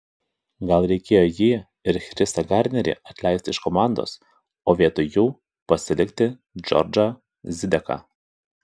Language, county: Lithuanian, Kaunas